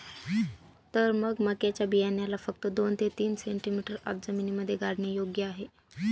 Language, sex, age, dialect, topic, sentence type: Marathi, female, 25-30, Northern Konkan, agriculture, statement